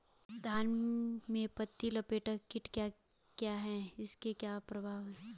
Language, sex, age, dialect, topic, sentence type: Hindi, female, 25-30, Garhwali, agriculture, question